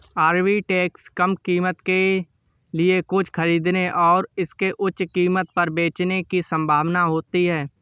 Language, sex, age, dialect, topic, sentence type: Hindi, male, 25-30, Awadhi Bundeli, banking, statement